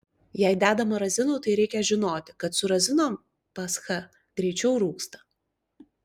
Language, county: Lithuanian, Klaipėda